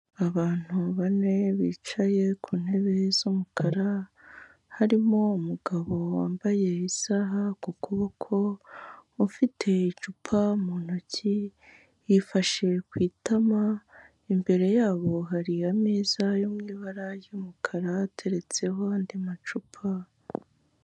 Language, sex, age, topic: Kinyarwanda, female, 25-35, government